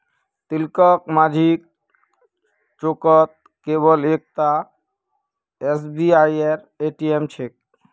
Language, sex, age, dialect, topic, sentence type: Magahi, male, 60-100, Northeastern/Surjapuri, banking, statement